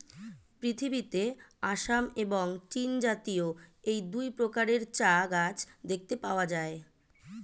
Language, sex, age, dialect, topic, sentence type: Bengali, female, 36-40, Standard Colloquial, agriculture, statement